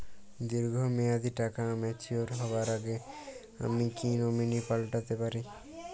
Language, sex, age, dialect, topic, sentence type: Bengali, male, 41-45, Jharkhandi, banking, question